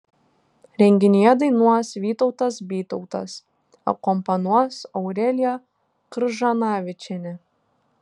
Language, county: Lithuanian, Šiauliai